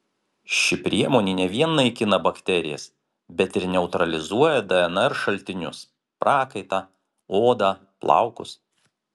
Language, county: Lithuanian, Marijampolė